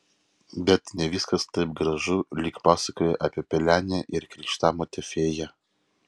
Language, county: Lithuanian, Vilnius